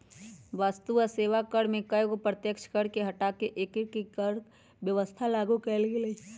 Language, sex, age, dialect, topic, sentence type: Magahi, female, 31-35, Western, banking, statement